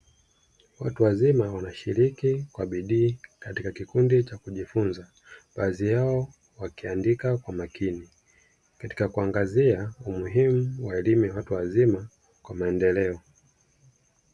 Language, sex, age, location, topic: Swahili, male, 25-35, Dar es Salaam, education